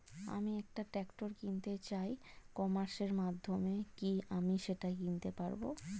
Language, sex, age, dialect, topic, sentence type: Bengali, female, 25-30, Standard Colloquial, agriculture, question